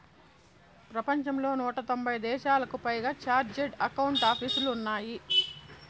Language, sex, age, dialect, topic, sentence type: Telugu, female, 31-35, Southern, banking, statement